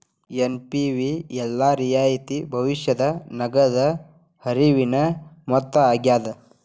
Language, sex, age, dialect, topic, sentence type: Kannada, male, 18-24, Dharwad Kannada, banking, statement